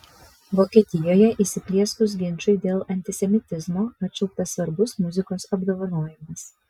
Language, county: Lithuanian, Vilnius